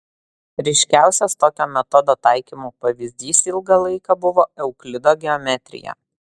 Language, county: Lithuanian, Vilnius